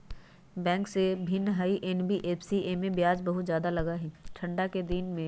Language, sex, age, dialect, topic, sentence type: Magahi, female, 18-24, Western, banking, question